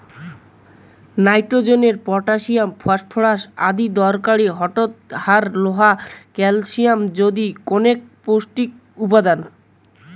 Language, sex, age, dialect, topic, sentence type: Bengali, male, 18-24, Rajbangshi, agriculture, statement